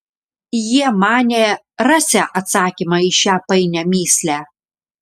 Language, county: Lithuanian, Klaipėda